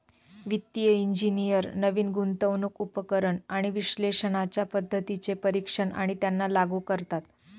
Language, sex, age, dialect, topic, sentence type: Marathi, female, 25-30, Northern Konkan, banking, statement